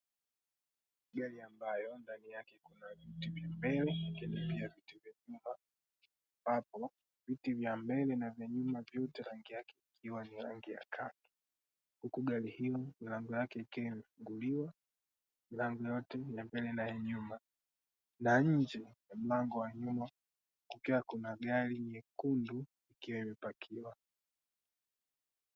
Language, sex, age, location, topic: Swahili, male, 18-24, Dar es Salaam, finance